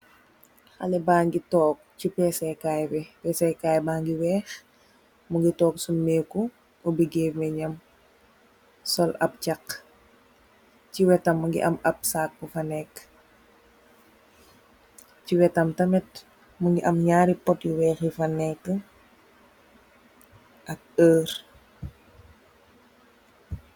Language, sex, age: Wolof, female, 18-24